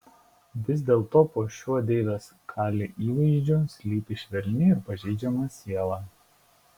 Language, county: Lithuanian, Šiauliai